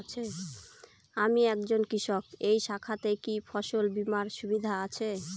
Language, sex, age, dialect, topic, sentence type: Bengali, female, 18-24, Northern/Varendri, banking, question